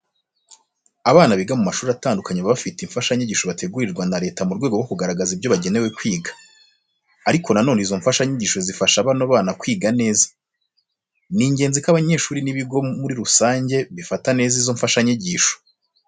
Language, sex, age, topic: Kinyarwanda, male, 25-35, education